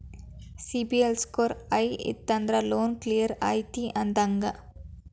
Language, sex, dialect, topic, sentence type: Kannada, female, Dharwad Kannada, banking, statement